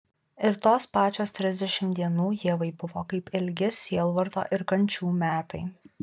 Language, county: Lithuanian, Alytus